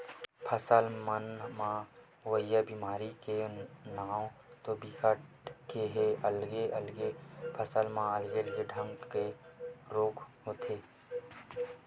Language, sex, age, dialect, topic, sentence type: Chhattisgarhi, male, 18-24, Western/Budati/Khatahi, agriculture, statement